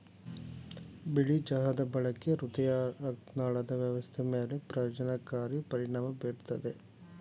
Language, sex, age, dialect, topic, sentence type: Kannada, male, 36-40, Mysore Kannada, agriculture, statement